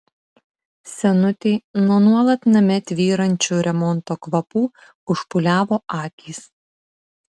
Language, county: Lithuanian, Utena